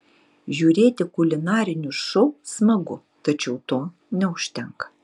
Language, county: Lithuanian, Utena